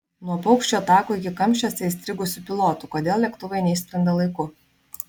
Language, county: Lithuanian, Vilnius